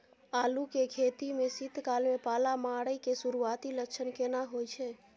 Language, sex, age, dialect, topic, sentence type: Maithili, female, 18-24, Bajjika, agriculture, question